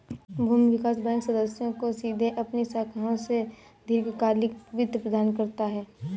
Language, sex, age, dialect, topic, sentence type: Hindi, female, 25-30, Awadhi Bundeli, banking, statement